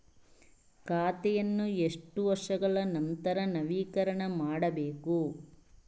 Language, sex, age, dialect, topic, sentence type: Kannada, male, 56-60, Coastal/Dakshin, banking, question